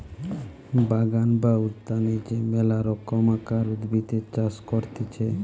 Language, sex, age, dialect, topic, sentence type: Bengali, male, 18-24, Western, agriculture, statement